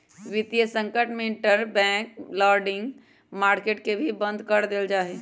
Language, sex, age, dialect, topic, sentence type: Magahi, female, 25-30, Western, banking, statement